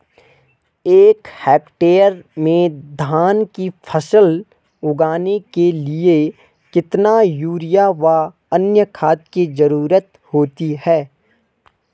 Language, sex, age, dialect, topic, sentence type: Hindi, male, 18-24, Garhwali, agriculture, question